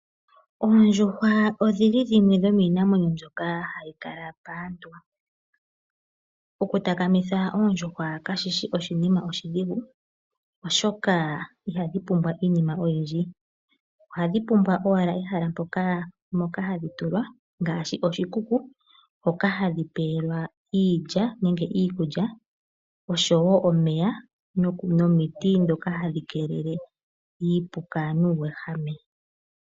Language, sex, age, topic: Oshiwambo, female, 25-35, agriculture